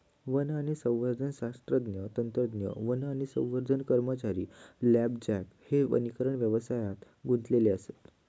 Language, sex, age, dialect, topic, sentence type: Marathi, male, 18-24, Southern Konkan, agriculture, statement